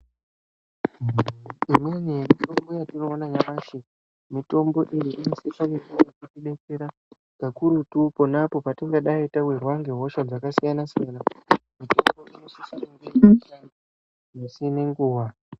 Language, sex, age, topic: Ndau, male, 18-24, health